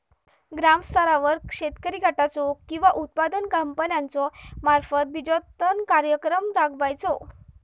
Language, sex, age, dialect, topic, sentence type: Marathi, female, 31-35, Southern Konkan, agriculture, question